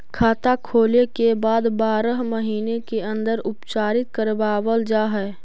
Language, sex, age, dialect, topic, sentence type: Magahi, female, 18-24, Central/Standard, banking, question